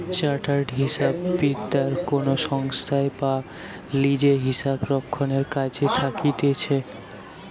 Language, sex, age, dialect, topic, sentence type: Bengali, male, 18-24, Western, banking, statement